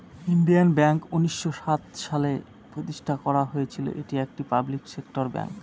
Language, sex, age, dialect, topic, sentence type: Bengali, male, 31-35, Northern/Varendri, banking, statement